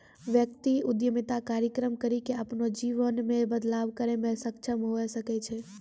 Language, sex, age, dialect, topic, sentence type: Maithili, female, 18-24, Angika, banking, statement